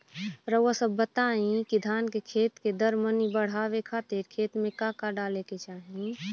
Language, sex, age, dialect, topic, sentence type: Bhojpuri, female, 25-30, Western, agriculture, question